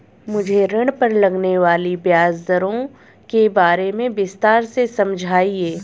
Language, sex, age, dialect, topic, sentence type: Hindi, female, 25-30, Hindustani Malvi Khadi Boli, banking, question